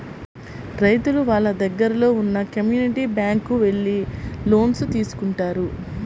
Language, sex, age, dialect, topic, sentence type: Telugu, female, 18-24, Central/Coastal, banking, statement